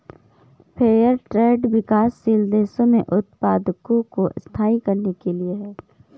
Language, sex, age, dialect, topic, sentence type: Hindi, female, 51-55, Awadhi Bundeli, banking, statement